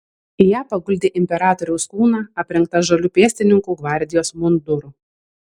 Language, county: Lithuanian, Vilnius